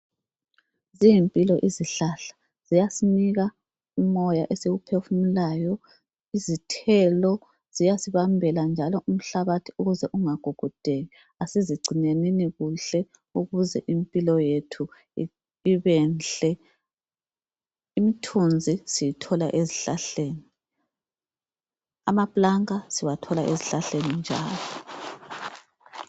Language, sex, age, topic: North Ndebele, female, 50+, health